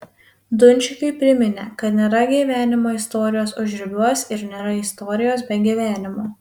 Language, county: Lithuanian, Panevėžys